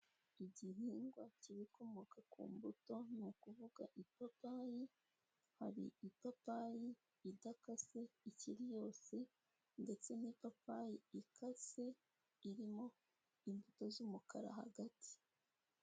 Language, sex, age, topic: Kinyarwanda, female, 18-24, health